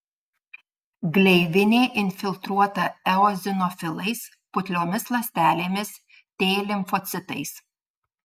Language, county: Lithuanian, Marijampolė